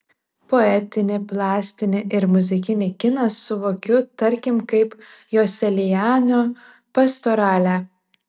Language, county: Lithuanian, Vilnius